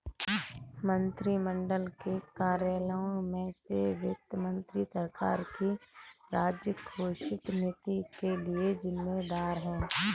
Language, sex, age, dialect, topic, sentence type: Hindi, female, 31-35, Kanauji Braj Bhasha, banking, statement